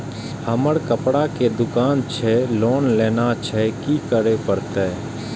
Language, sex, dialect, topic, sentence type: Maithili, male, Eastern / Thethi, banking, question